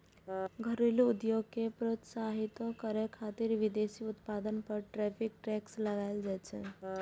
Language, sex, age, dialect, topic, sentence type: Maithili, female, 18-24, Eastern / Thethi, banking, statement